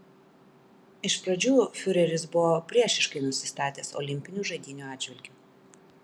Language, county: Lithuanian, Kaunas